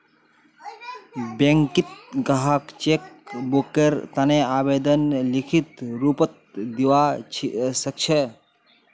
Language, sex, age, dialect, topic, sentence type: Magahi, male, 31-35, Northeastern/Surjapuri, banking, statement